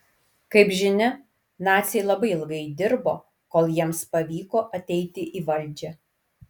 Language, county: Lithuanian, Kaunas